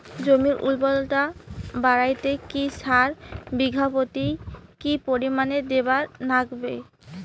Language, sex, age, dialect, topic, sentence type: Bengali, female, 25-30, Rajbangshi, agriculture, question